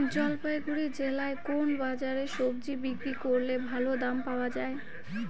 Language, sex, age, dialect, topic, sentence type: Bengali, female, 18-24, Rajbangshi, agriculture, question